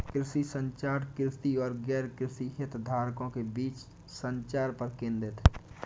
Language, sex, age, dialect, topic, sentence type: Hindi, male, 18-24, Awadhi Bundeli, agriculture, statement